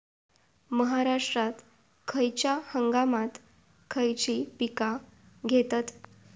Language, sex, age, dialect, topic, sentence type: Marathi, female, 41-45, Southern Konkan, agriculture, question